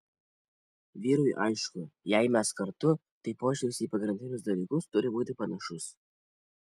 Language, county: Lithuanian, Kaunas